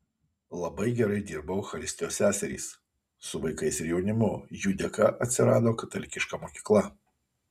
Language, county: Lithuanian, Kaunas